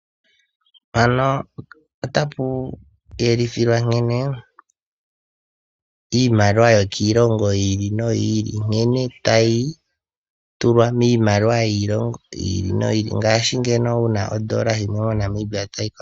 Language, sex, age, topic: Oshiwambo, male, 18-24, finance